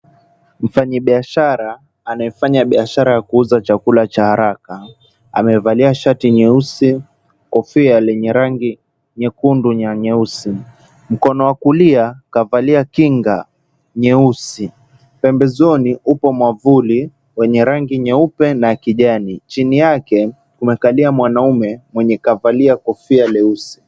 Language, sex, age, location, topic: Swahili, male, 18-24, Mombasa, agriculture